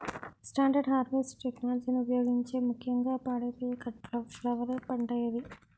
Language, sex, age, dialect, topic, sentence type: Telugu, female, 36-40, Utterandhra, agriculture, question